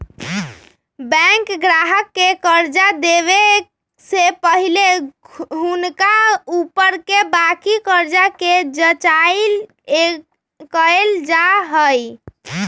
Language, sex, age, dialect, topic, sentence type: Magahi, female, 31-35, Western, banking, statement